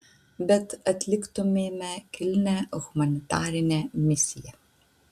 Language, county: Lithuanian, Utena